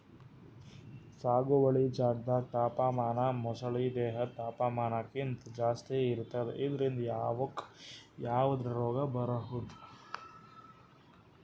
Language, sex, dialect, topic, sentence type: Kannada, male, Northeastern, agriculture, statement